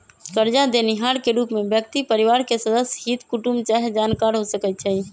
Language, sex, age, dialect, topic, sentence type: Magahi, male, 25-30, Western, banking, statement